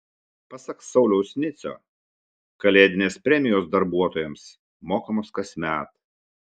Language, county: Lithuanian, Šiauliai